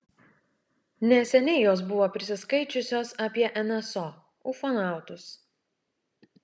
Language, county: Lithuanian, Šiauliai